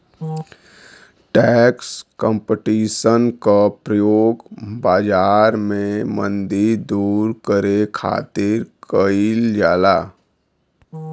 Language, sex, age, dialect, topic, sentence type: Bhojpuri, male, 36-40, Western, banking, statement